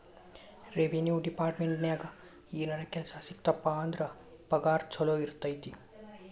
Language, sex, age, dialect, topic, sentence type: Kannada, male, 25-30, Dharwad Kannada, banking, statement